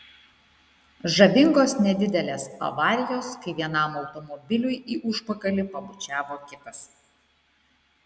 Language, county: Lithuanian, Šiauliai